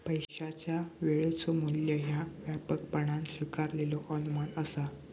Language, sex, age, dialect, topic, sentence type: Marathi, male, 60-100, Southern Konkan, banking, statement